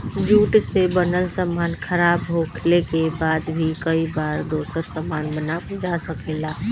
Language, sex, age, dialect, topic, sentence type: Bhojpuri, female, 25-30, Northern, agriculture, statement